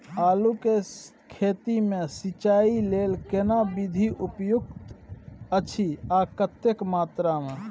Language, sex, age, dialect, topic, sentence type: Maithili, male, 31-35, Bajjika, agriculture, question